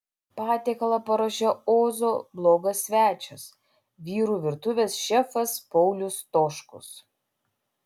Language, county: Lithuanian, Vilnius